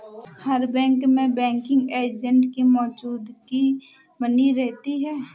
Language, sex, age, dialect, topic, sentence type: Hindi, female, 18-24, Awadhi Bundeli, banking, statement